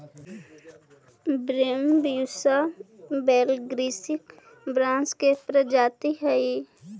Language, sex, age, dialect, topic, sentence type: Magahi, female, 18-24, Central/Standard, banking, statement